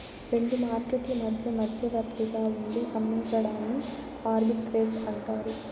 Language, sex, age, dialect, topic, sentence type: Telugu, male, 18-24, Southern, banking, statement